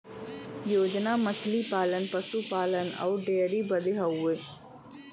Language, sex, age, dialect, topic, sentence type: Bhojpuri, female, 25-30, Western, agriculture, statement